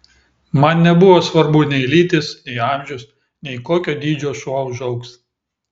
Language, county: Lithuanian, Klaipėda